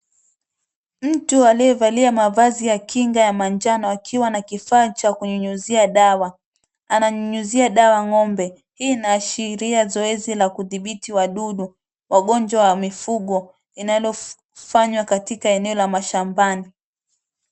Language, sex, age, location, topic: Swahili, female, 25-35, Mombasa, agriculture